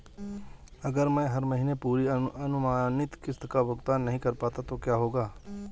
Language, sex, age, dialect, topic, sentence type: Hindi, male, 25-30, Marwari Dhudhari, banking, question